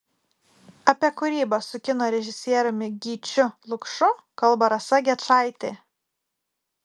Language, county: Lithuanian, Kaunas